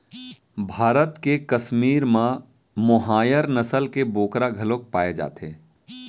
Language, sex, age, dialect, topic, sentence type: Chhattisgarhi, male, 31-35, Central, agriculture, statement